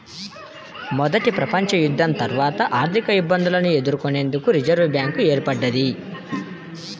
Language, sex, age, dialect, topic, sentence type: Telugu, male, 18-24, Central/Coastal, banking, statement